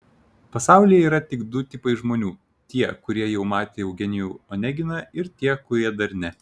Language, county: Lithuanian, Šiauliai